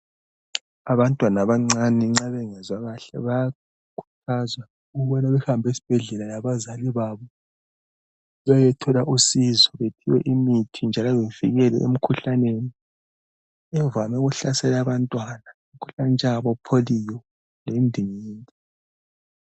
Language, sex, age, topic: North Ndebele, male, 36-49, health